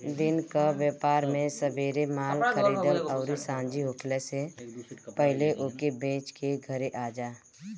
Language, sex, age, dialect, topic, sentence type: Bhojpuri, female, 25-30, Northern, banking, statement